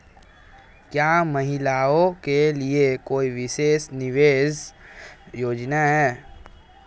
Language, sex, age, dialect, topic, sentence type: Hindi, male, 18-24, Marwari Dhudhari, banking, question